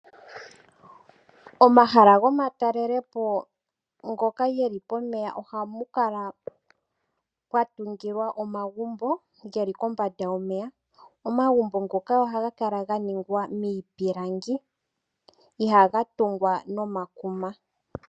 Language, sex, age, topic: Oshiwambo, female, 18-24, agriculture